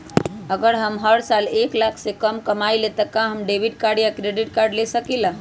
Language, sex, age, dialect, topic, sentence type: Magahi, female, 25-30, Western, banking, question